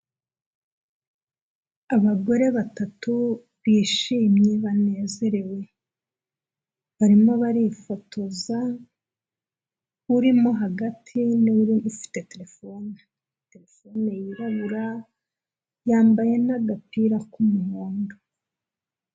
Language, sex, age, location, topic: Kinyarwanda, female, 25-35, Kigali, health